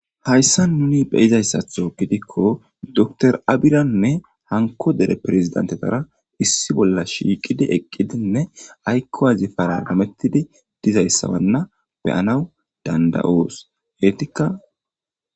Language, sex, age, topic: Gamo, male, 18-24, government